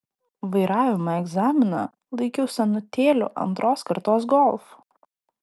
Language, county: Lithuanian, Telšiai